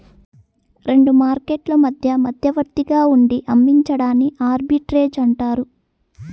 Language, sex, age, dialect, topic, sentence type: Telugu, female, 18-24, Southern, banking, statement